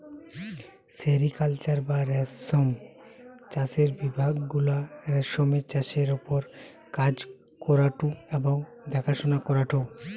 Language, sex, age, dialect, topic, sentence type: Bengali, male, 18-24, Western, agriculture, statement